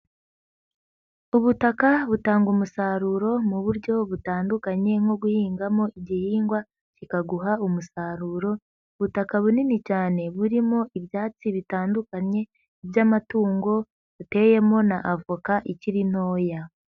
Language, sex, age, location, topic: Kinyarwanda, female, 18-24, Huye, agriculture